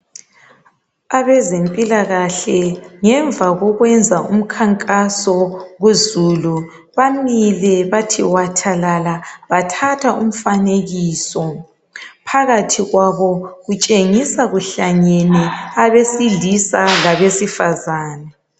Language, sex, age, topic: North Ndebele, male, 36-49, health